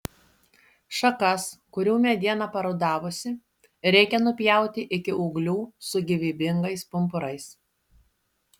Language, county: Lithuanian, Šiauliai